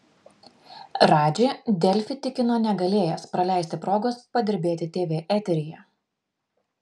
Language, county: Lithuanian, Vilnius